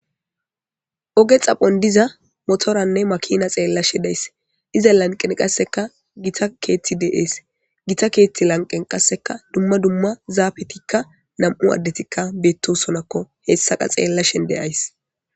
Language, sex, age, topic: Gamo, female, 18-24, government